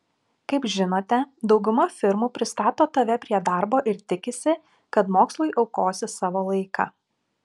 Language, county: Lithuanian, Klaipėda